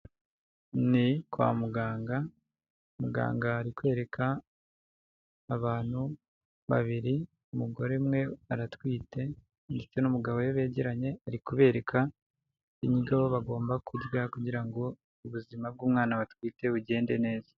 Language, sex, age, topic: Kinyarwanda, male, 25-35, health